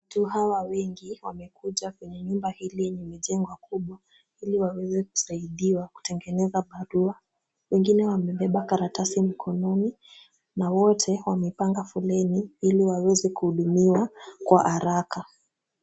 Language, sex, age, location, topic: Swahili, female, 18-24, Kisumu, government